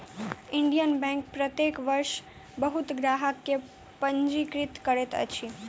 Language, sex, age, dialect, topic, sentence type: Maithili, female, 25-30, Southern/Standard, banking, statement